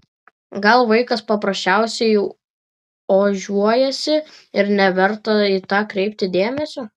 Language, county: Lithuanian, Vilnius